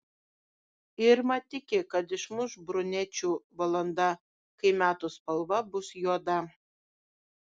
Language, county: Lithuanian, Šiauliai